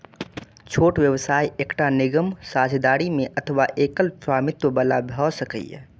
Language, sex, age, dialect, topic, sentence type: Maithili, male, 41-45, Eastern / Thethi, banking, statement